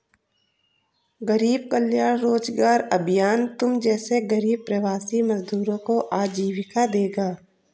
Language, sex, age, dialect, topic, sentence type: Hindi, female, 18-24, Kanauji Braj Bhasha, banking, statement